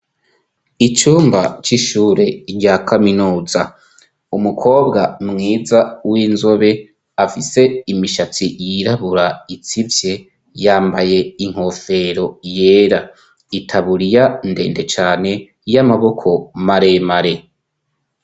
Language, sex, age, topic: Rundi, male, 25-35, education